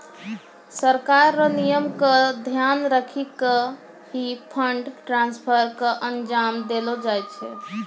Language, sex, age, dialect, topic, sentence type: Maithili, female, 25-30, Angika, banking, statement